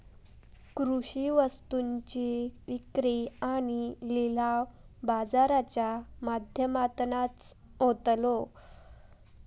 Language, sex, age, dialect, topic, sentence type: Marathi, female, 18-24, Southern Konkan, agriculture, statement